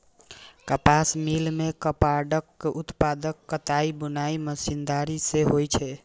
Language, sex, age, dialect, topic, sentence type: Maithili, male, 18-24, Eastern / Thethi, agriculture, statement